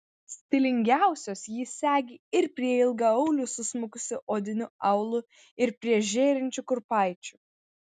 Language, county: Lithuanian, Vilnius